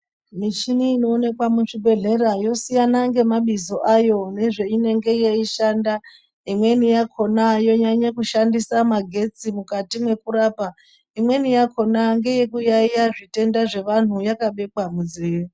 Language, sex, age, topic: Ndau, female, 36-49, health